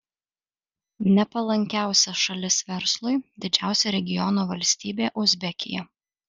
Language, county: Lithuanian, Alytus